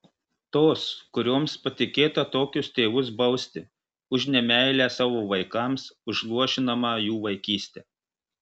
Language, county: Lithuanian, Marijampolė